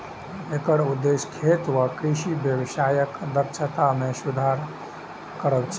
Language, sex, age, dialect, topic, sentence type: Maithili, male, 25-30, Eastern / Thethi, agriculture, statement